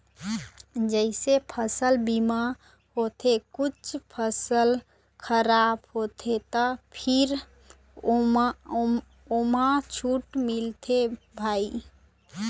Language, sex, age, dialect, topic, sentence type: Chhattisgarhi, female, 25-30, Eastern, banking, statement